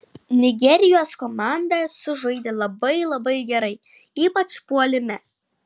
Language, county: Lithuanian, Šiauliai